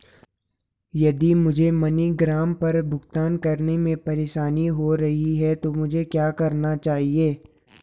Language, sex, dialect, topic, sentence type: Hindi, male, Garhwali, banking, question